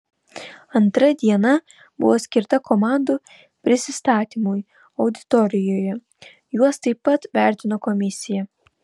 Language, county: Lithuanian, Vilnius